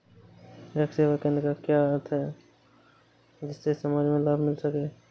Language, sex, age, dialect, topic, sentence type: Hindi, male, 18-24, Awadhi Bundeli, banking, question